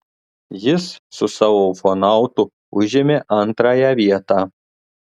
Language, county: Lithuanian, Telšiai